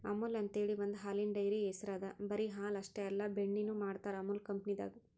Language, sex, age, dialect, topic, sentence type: Kannada, female, 18-24, Northeastern, agriculture, statement